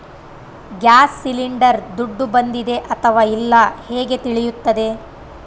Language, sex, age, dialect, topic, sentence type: Kannada, female, 18-24, Central, banking, question